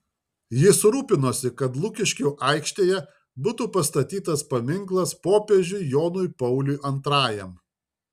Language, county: Lithuanian, Šiauliai